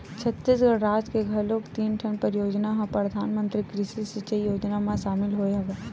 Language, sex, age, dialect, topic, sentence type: Chhattisgarhi, female, 18-24, Western/Budati/Khatahi, agriculture, statement